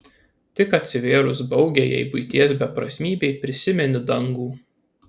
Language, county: Lithuanian, Kaunas